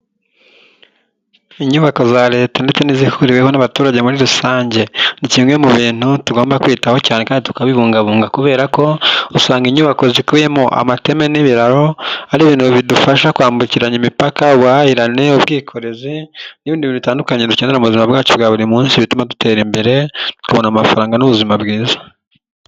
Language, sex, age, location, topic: Kinyarwanda, male, 25-35, Nyagatare, government